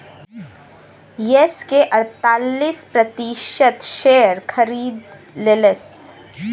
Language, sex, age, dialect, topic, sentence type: Bhojpuri, female, 18-24, Western, banking, statement